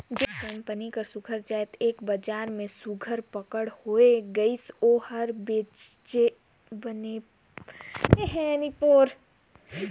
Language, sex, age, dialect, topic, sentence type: Chhattisgarhi, female, 18-24, Northern/Bhandar, banking, statement